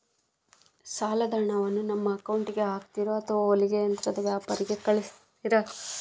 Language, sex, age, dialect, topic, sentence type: Kannada, female, 31-35, Central, banking, question